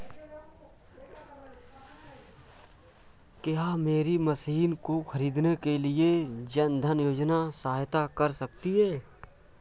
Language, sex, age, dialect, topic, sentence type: Hindi, male, 25-30, Awadhi Bundeli, agriculture, question